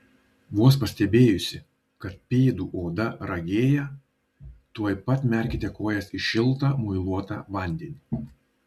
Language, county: Lithuanian, Vilnius